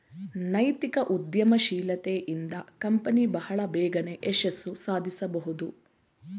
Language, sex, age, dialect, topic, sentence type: Kannada, female, 41-45, Mysore Kannada, banking, statement